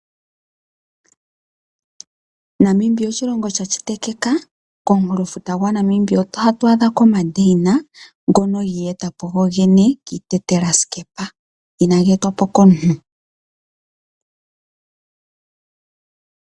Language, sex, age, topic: Oshiwambo, female, 25-35, agriculture